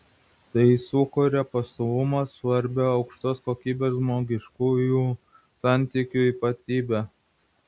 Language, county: Lithuanian, Vilnius